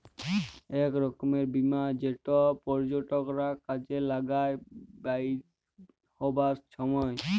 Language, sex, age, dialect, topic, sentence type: Bengali, male, 31-35, Jharkhandi, banking, statement